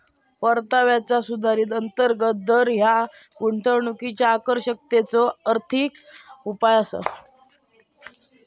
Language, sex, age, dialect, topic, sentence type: Marathi, male, 31-35, Southern Konkan, banking, statement